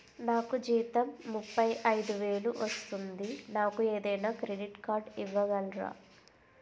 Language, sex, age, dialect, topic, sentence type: Telugu, female, 25-30, Utterandhra, banking, question